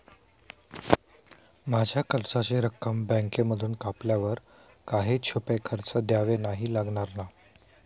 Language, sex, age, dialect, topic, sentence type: Marathi, male, 25-30, Standard Marathi, banking, question